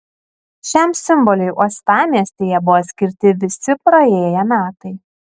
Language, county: Lithuanian, Kaunas